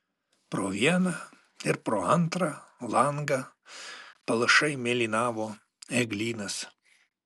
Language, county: Lithuanian, Alytus